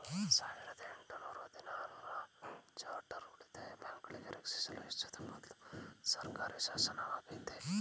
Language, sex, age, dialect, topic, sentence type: Kannada, male, 25-30, Mysore Kannada, banking, statement